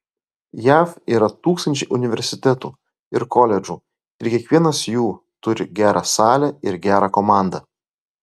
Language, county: Lithuanian, Klaipėda